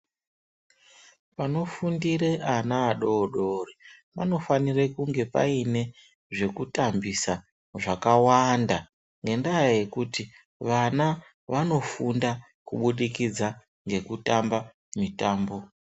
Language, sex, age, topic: Ndau, male, 36-49, health